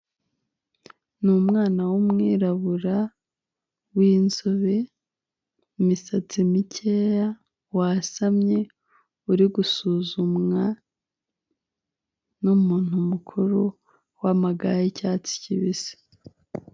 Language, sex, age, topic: Kinyarwanda, female, 18-24, health